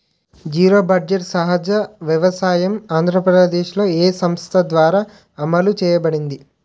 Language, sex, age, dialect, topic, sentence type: Telugu, male, 18-24, Utterandhra, agriculture, question